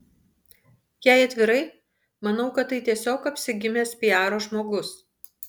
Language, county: Lithuanian, Panevėžys